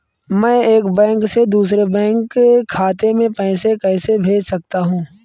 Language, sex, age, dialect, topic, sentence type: Hindi, male, 31-35, Awadhi Bundeli, banking, question